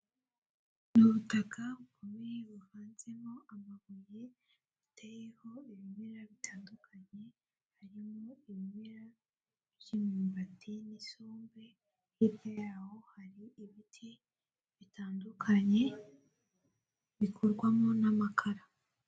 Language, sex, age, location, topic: Kinyarwanda, female, 18-24, Huye, agriculture